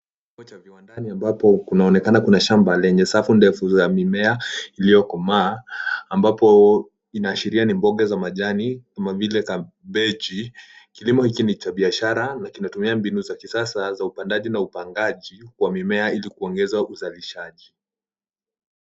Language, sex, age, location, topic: Swahili, male, 18-24, Nairobi, agriculture